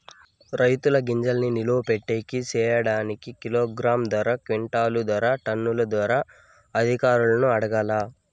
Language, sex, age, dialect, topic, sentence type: Telugu, male, 18-24, Southern, agriculture, question